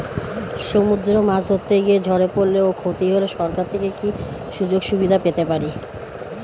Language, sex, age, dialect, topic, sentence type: Bengali, female, 41-45, Standard Colloquial, agriculture, question